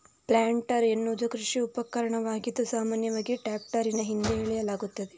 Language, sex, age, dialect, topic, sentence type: Kannada, female, 31-35, Coastal/Dakshin, agriculture, statement